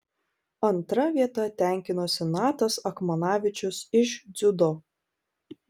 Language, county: Lithuanian, Vilnius